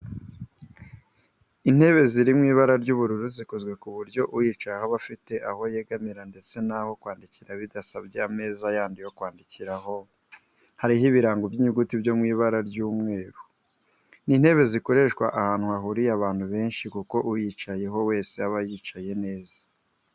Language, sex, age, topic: Kinyarwanda, male, 25-35, education